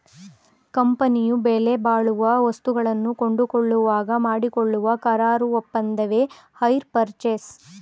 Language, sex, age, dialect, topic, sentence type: Kannada, female, 25-30, Mysore Kannada, banking, statement